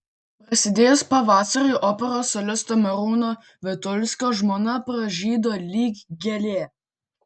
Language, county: Lithuanian, Vilnius